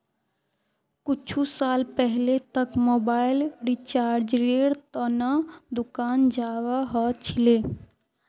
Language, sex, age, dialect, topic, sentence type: Magahi, female, 18-24, Northeastern/Surjapuri, banking, statement